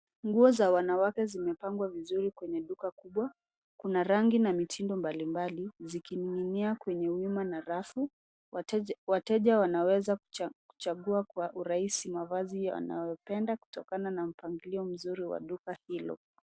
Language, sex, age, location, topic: Swahili, female, 18-24, Nairobi, finance